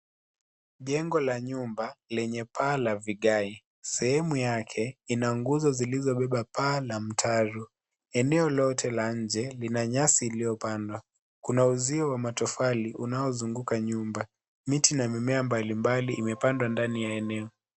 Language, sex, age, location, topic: Swahili, male, 18-24, Kisii, education